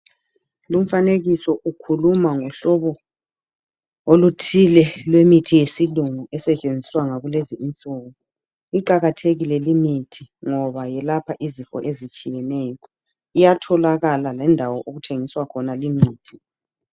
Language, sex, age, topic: North Ndebele, male, 36-49, health